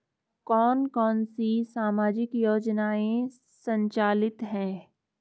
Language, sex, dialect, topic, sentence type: Hindi, female, Garhwali, banking, question